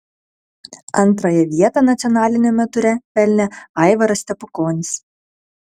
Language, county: Lithuanian, Kaunas